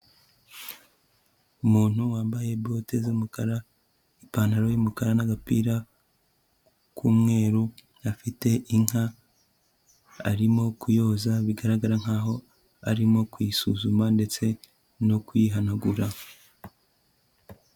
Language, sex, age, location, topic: Kinyarwanda, male, 18-24, Kigali, agriculture